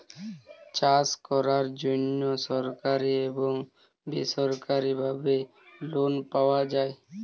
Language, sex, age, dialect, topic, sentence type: Bengali, male, 18-24, Standard Colloquial, agriculture, statement